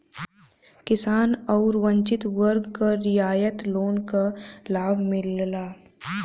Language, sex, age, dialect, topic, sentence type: Bhojpuri, female, 18-24, Western, banking, statement